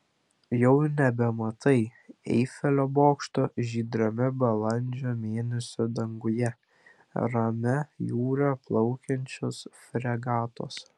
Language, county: Lithuanian, Klaipėda